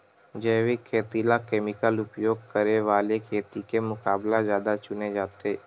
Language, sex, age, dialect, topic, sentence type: Chhattisgarhi, male, 18-24, Western/Budati/Khatahi, agriculture, statement